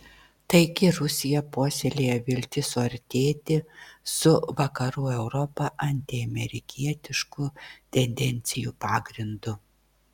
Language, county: Lithuanian, Vilnius